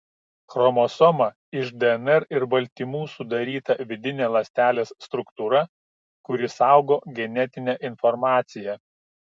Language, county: Lithuanian, Kaunas